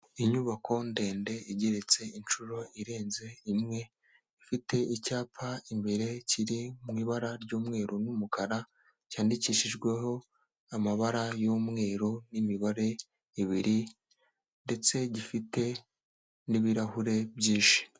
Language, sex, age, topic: Kinyarwanda, male, 18-24, health